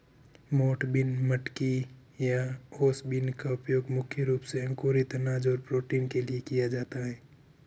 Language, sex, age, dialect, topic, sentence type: Hindi, male, 46-50, Marwari Dhudhari, agriculture, statement